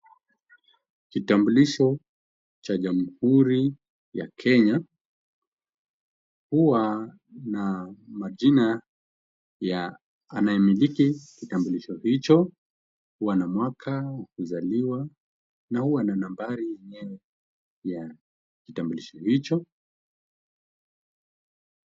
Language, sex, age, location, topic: Swahili, male, 18-24, Kisumu, government